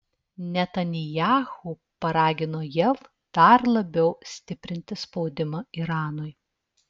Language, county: Lithuanian, Telšiai